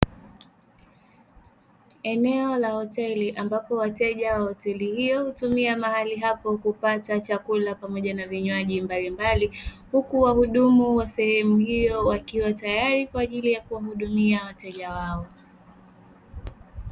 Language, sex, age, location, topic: Swahili, female, 25-35, Dar es Salaam, finance